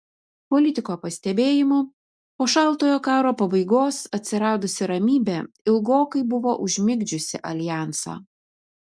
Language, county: Lithuanian, Utena